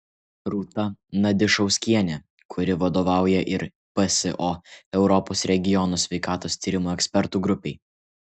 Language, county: Lithuanian, Kaunas